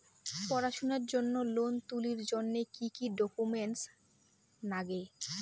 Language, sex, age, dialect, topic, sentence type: Bengali, female, 18-24, Rajbangshi, banking, question